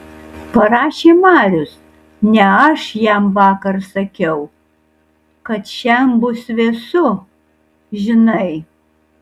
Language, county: Lithuanian, Kaunas